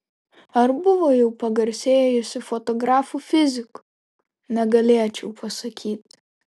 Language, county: Lithuanian, Vilnius